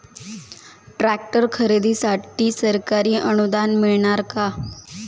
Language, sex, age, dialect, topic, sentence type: Marathi, female, 18-24, Standard Marathi, agriculture, question